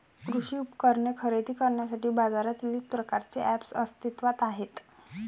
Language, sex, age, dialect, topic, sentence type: Marathi, female, 18-24, Varhadi, agriculture, statement